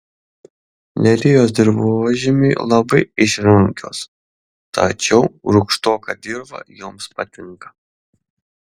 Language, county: Lithuanian, Šiauliai